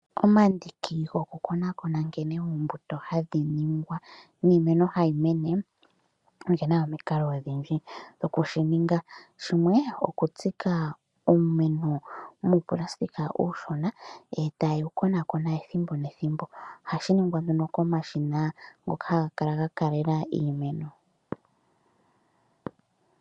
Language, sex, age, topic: Oshiwambo, female, 25-35, agriculture